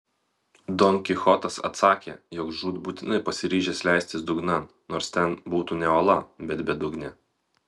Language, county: Lithuanian, Vilnius